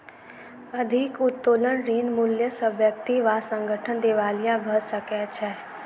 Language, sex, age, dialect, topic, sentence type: Maithili, female, 18-24, Southern/Standard, banking, statement